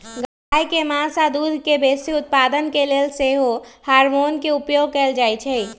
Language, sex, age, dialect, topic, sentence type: Magahi, male, 25-30, Western, agriculture, statement